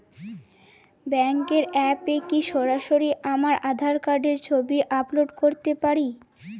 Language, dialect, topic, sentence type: Bengali, Jharkhandi, banking, question